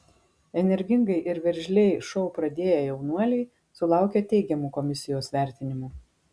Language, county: Lithuanian, Marijampolė